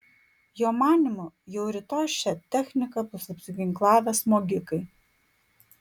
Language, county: Lithuanian, Klaipėda